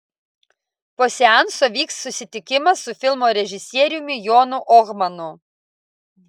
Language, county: Lithuanian, Vilnius